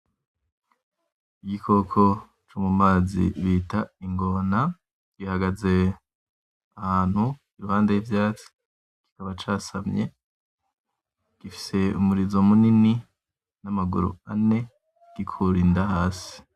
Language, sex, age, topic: Rundi, male, 25-35, agriculture